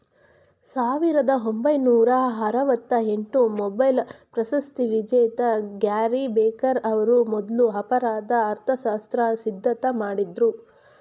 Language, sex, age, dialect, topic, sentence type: Kannada, female, 36-40, Mysore Kannada, banking, statement